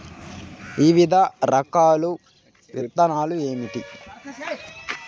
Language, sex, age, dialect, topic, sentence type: Telugu, male, 25-30, Central/Coastal, agriculture, question